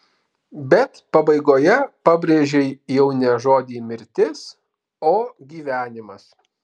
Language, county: Lithuanian, Alytus